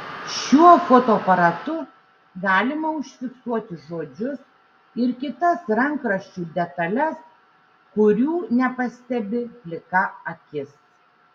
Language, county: Lithuanian, Šiauliai